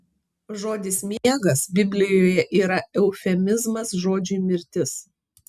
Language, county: Lithuanian, Kaunas